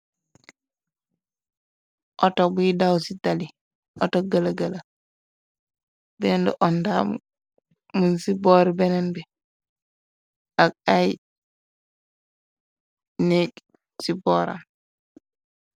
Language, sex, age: Wolof, female, 18-24